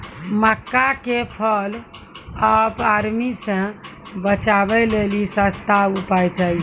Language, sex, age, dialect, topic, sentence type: Maithili, female, 18-24, Angika, agriculture, question